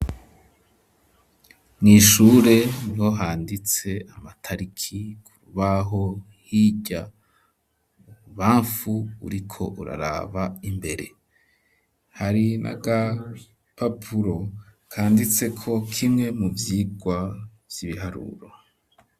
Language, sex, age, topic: Rundi, male, 25-35, education